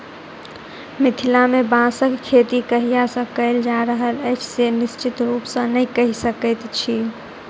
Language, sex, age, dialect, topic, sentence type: Maithili, female, 18-24, Southern/Standard, agriculture, statement